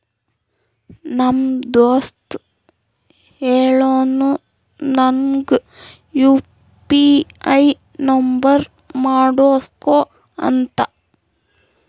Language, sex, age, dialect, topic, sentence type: Kannada, female, 31-35, Northeastern, banking, statement